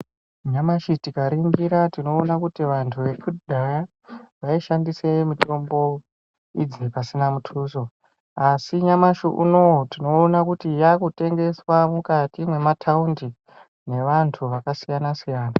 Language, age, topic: Ndau, 25-35, health